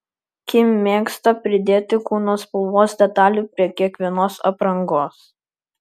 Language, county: Lithuanian, Vilnius